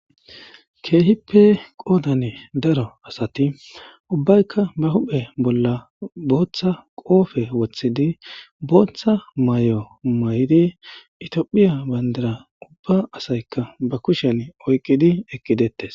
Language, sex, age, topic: Gamo, male, 25-35, government